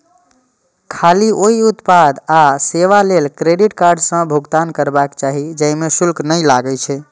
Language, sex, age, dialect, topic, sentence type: Maithili, male, 25-30, Eastern / Thethi, banking, statement